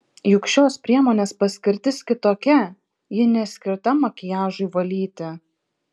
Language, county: Lithuanian, Šiauliai